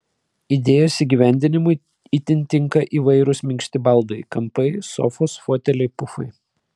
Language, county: Lithuanian, Vilnius